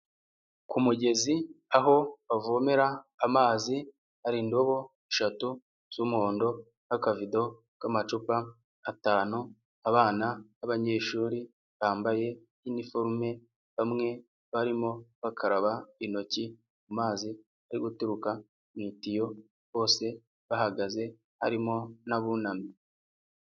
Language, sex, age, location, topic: Kinyarwanda, male, 25-35, Huye, health